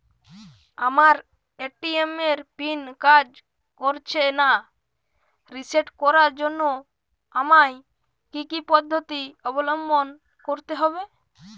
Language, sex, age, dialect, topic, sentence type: Bengali, male, 18-24, Jharkhandi, banking, question